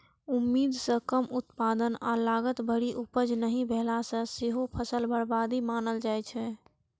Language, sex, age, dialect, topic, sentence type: Maithili, female, 18-24, Eastern / Thethi, agriculture, statement